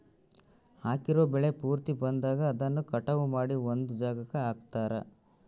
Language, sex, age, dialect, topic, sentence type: Kannada, male, 18-24, Central, agriculture, statement